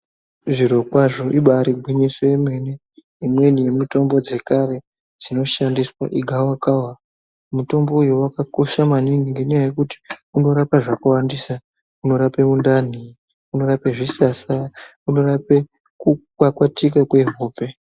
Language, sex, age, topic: Ndau, female, 36-49, health